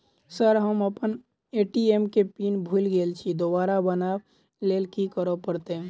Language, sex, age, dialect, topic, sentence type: Maithili, male, 18-24, Southern/Standard, banking, question